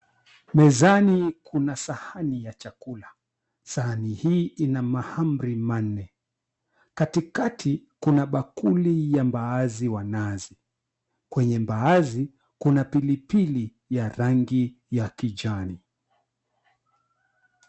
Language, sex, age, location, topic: Swahili, male, 36-49, Mombasa, agriculture